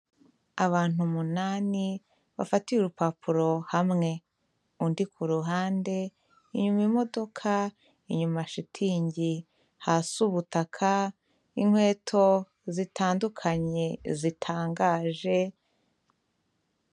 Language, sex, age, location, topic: Kinyarwanda, female, 25-35, Kigali, health